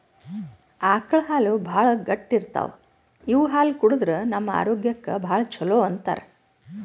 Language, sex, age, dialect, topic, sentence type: Kannada, female, 36-40, Northeastern, agriculture, statement